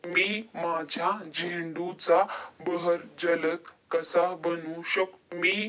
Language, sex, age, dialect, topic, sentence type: Marathi, male, 18-24, Standard Marathi, agriculture, question